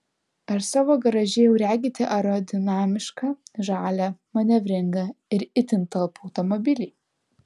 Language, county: Lithuanian, Alytus